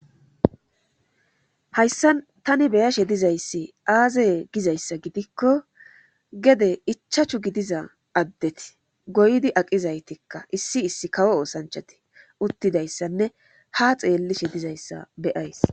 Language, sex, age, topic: Gamo, female, 25-35, government